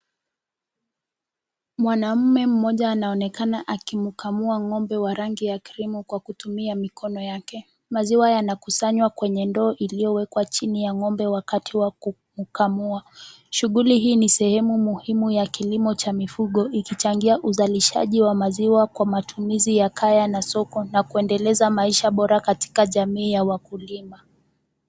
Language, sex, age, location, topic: Swahili, female, 18-24, Kisumu, agriculture